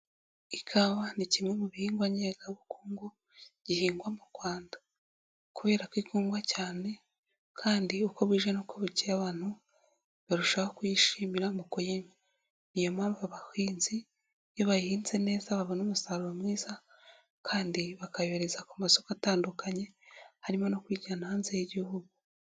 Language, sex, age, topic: Kinyarwanda, female, 18-24, agriculture